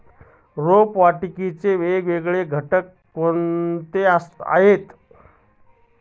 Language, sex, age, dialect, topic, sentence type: Marathi, male, 36-40, Standard Marathi, agriculture, question